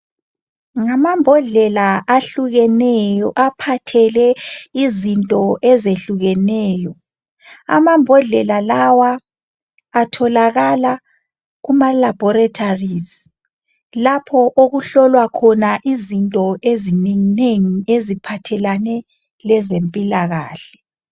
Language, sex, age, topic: North Ndebele, female, 50+, health